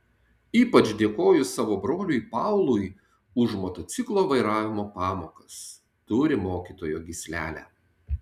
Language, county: Lithuanian, Tauragė